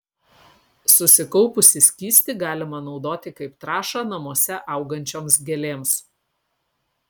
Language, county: Lithuanian, Kaunas